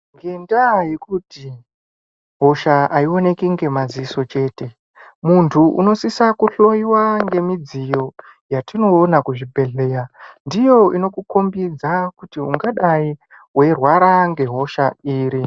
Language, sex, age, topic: Ndau, male, 18-24, health